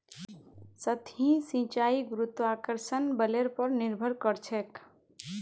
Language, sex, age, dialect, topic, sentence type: Magahi, female, 18-24, Northeastern/Surjapuri, agriculture, statement